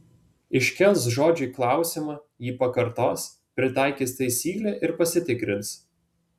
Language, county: Lithuanian, Vilnius